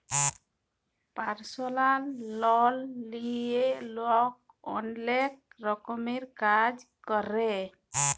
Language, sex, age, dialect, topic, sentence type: Bengali, female, 18-24, Jharkhandi, banking, statement